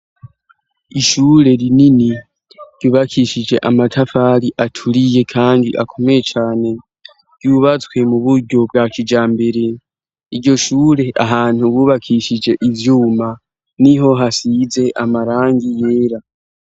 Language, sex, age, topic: Rundi, male, 18-24, education